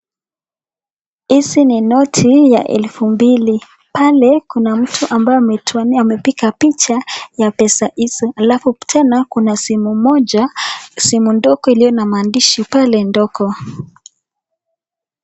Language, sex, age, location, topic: Swahili, female, 25-35, Nakuru, finance